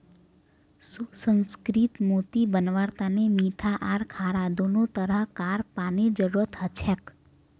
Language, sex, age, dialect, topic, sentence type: Magahi, female, 25-30, Northeastern/Surjapuri, agriculture, statement